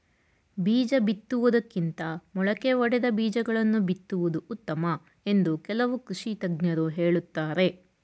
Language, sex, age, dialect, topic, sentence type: Kannada, female, 41-45, Mysore Kannada, agriculture, statement